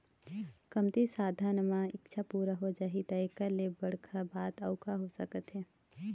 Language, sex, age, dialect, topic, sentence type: Chhattisgarhi, female, 25-30, Eastern, banking, statement